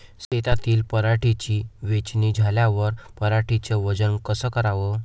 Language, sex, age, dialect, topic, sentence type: Marathi, male, 18-24, Varhadi, agriculture, question